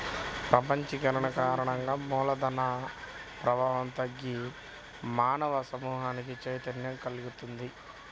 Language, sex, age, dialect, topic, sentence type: Telugu, male, 25-30, Central/Coastal, banking, statement